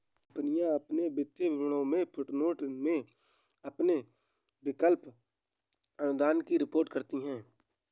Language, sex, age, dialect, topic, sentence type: Hindi, male, 18-24, Awadhi Bundeli, banking, statement